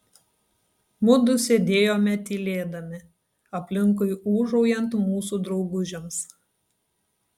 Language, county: Lithuanian, Tauragė